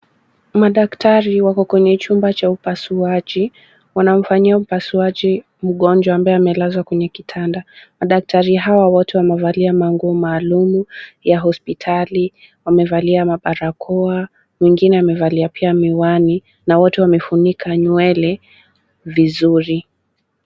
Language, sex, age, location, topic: Swahili, female, 18-24, Kisumu, health